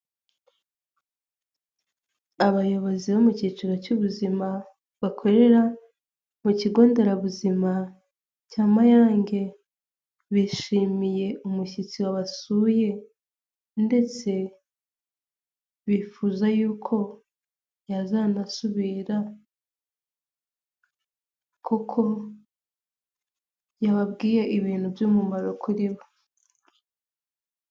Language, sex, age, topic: Kinyarwanda, female, 18-24, health